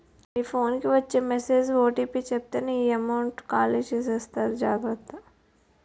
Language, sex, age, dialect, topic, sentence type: Telugu, female, 60-100, Utterandhra, banking, statement